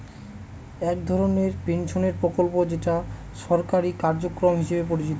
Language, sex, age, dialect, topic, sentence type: Bengali, male, 18-24, Northern/Varendri, banking, statement